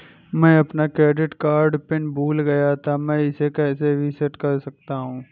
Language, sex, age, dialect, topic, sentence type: Hindi, male, 18-24, Awadhi Bundeli, banking, question